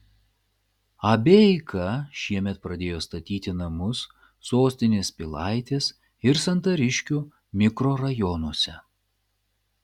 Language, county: Lithuanian, Klaipėda